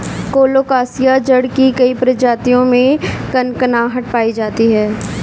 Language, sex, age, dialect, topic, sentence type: Hindi, female, 46-50, Kanauji Braj Bhasha, agriculture, statement